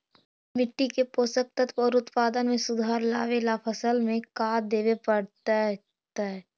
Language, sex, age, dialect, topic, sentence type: Magahi, female, 51-55, Central/Standard, agriculture, question